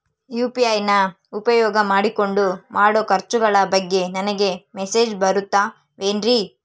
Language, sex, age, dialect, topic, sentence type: Kannada, female, 18-24, Central, banking, question